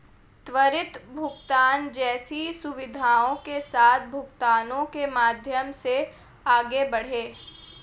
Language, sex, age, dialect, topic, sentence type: Hindi, female, 18-24, Marwari Dhudhari, banking, statement